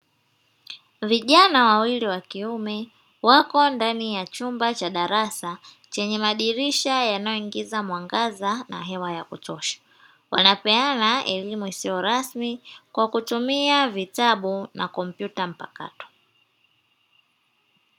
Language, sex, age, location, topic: Swahili, female, 25-35, Dar es Salaam, education